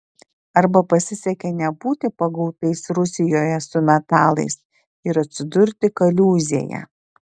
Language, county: Lithuanian, Šiauliai